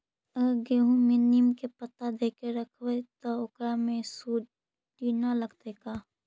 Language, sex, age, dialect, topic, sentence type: Magahi, female, 41-45, Central/Standard, agriculture, question